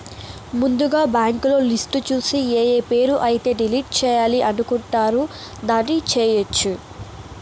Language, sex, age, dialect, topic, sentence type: Telugu, female, 18-24, Southern, banking, statement